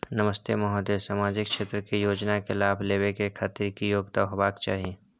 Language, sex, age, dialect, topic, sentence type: Maithili, male, 18-24, Bajjika, banking, question